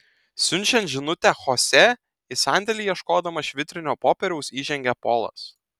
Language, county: Lithuanian, Telšiai